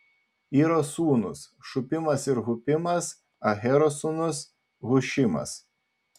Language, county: Lithuanian, Panevėžys